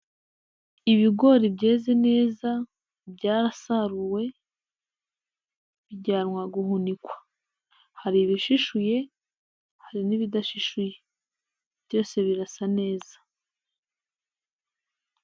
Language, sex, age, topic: Kinyarwanda, female, 18-24, finance